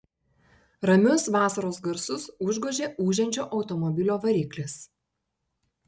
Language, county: Lithuanian, Panevėžys